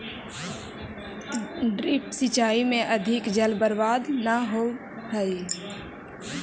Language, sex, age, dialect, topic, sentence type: Magahi, female, 25-30, Central/Standard, agriculture, statement